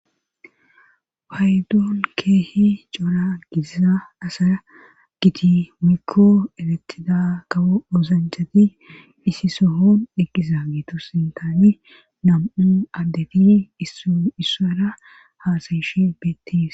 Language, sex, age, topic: Gamo, female, 18-24, government